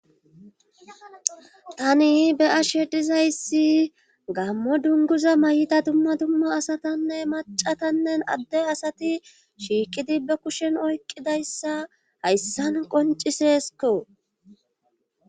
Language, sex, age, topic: Gamo, female, 25-35, government